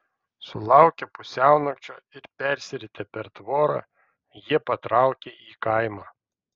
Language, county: Lithuanian, Vilnius